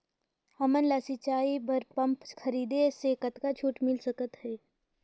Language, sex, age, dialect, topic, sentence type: Chhattisgarhi, female, 18-24, Northern/Bhandar, agriculture, question